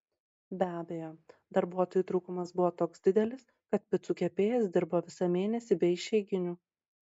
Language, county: Lithuanian, Marijampolė